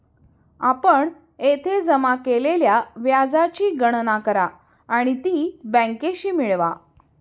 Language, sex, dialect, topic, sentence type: Marathi, female, Standard Marathi, banking, statement